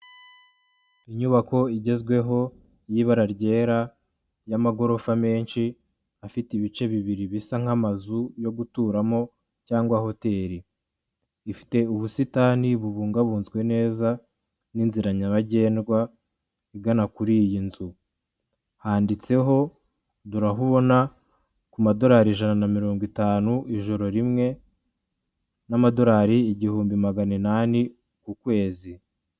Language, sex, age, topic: Kinyarwanda, male, 25-35, finance